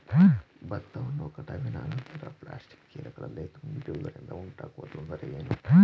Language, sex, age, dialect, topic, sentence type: Kannada, male, 25-30, Mysore Kannada, agriculture, question